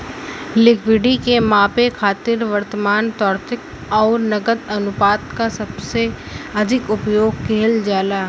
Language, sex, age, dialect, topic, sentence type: Bhojpuri, female, <18, Western, banking, statement